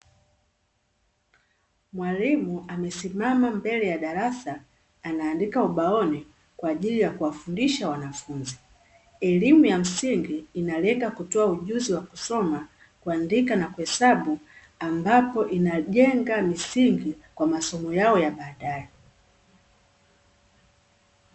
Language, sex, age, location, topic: Swahili, female, 36-49, Dar es Salaam, education